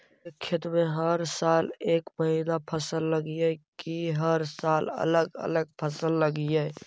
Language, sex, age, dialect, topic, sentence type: Magahi, male, 51-55, Central/Standard, agriculture, question